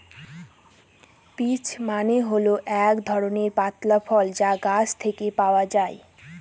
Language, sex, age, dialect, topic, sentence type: Bengali, female, 18-24, Northern/Varendri, agriculture, statement